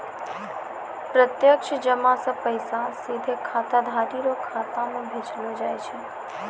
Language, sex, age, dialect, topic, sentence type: Maithili, female, 18-24, Angika, banking, statement